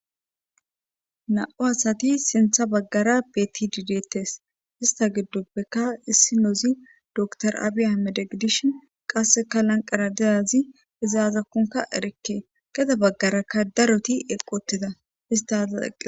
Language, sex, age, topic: Gamo, female, 25-35, government